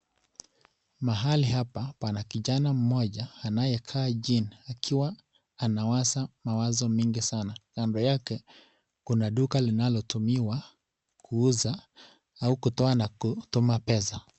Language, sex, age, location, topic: Swahili, male, 18-24, Nakuru, finance